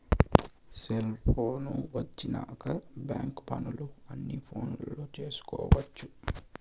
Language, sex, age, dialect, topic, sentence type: Telugu, male, 18-24, Southern, banking, statement